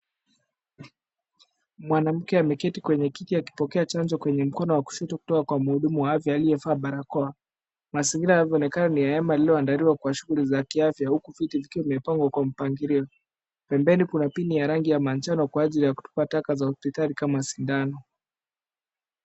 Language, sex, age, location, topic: Swahili, male, 25-35, Kisumu, health